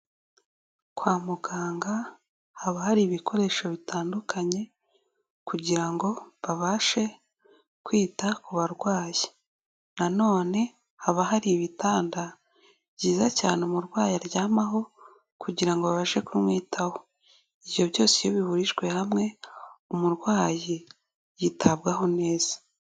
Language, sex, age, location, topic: Kinyarwanda, female, 18-24, Kigali, health